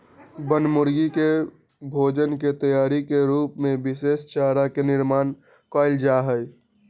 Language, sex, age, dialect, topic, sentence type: Magahi, male, 18-24, Western, agriculture, statement